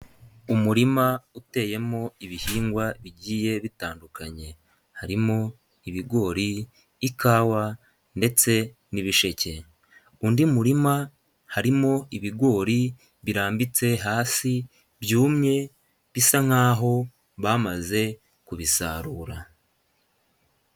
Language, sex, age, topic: Kinyarwanda, male, 18-24, agriculture